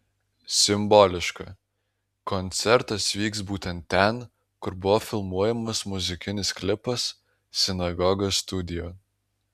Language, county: Lithuanian, Alytus